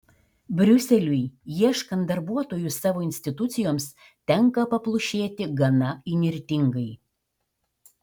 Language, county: Lithuanian, Šiauliai